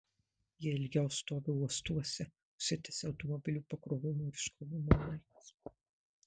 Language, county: Lithuanian, Marijampolė